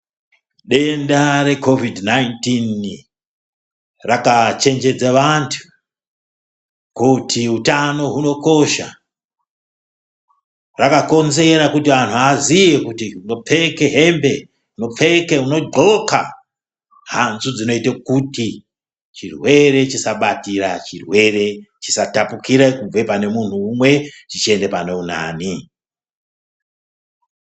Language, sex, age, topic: Ndau, male, 50+, health